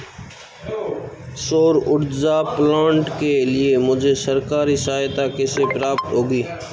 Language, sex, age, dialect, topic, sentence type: Hindi, male, 18-24, Marwari Dhudhari, agriculture, question